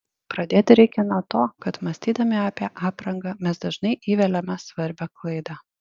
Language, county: Lithuanian, Panevėžys